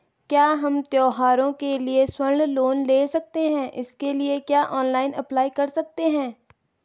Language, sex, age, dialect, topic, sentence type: Hindi, female, 18-24, Garhwali, banking, question